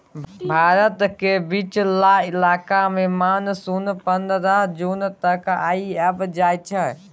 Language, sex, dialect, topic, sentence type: Maithili, male, Bajjika, agriculture, statement